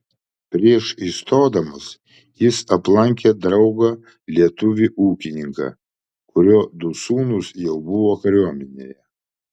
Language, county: Lithuanian, Vilnius